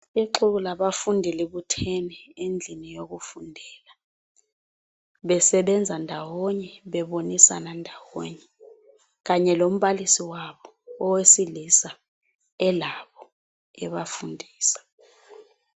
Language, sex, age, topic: North Ndebele, female, 25-35, education